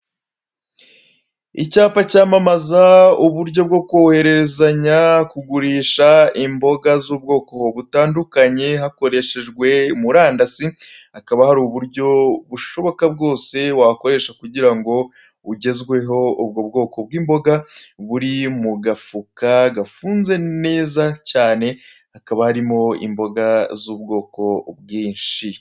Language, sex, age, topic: Kinyarwanda, male, 25-35, finance